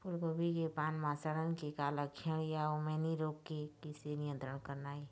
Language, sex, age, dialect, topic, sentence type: Chhattisgarhi, female, 46-50, Eastern, agriculture, question